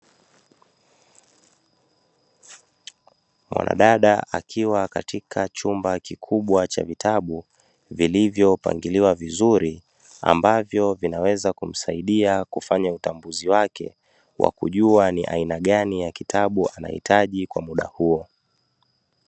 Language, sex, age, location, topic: Swahili, male, 25-35, Dar es Salaam, education